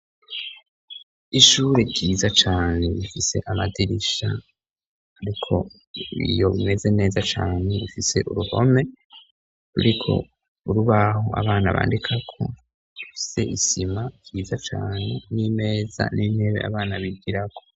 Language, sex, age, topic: Rundi, male, 25-35, education